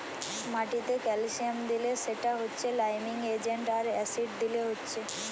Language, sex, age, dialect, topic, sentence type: Bengali, female, 18-24, Western, agriculture, statement